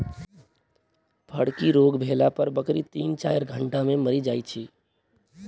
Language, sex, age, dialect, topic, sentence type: Maithili, male, 18-24, Southern/Standard, agriculture, statement